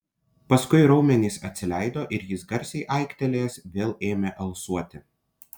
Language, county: Lithuanian, Panevėžys